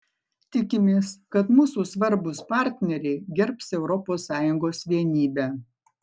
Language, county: Lithuanian, Marijampolė